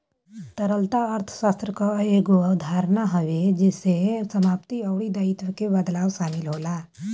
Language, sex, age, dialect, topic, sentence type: Bhojpuri, male, 18-24, Northern, banking, statement